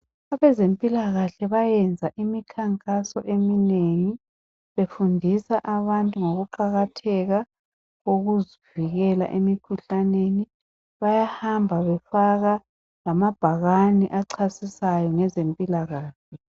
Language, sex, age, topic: North Ndebele, female, 25-35, health